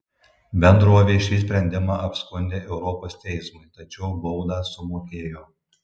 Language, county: Lithuanian, Tauragė